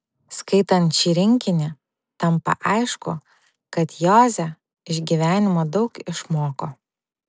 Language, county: Lithuanian, Vilnius